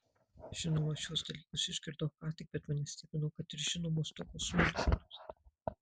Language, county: Lithuanian, Marijampolė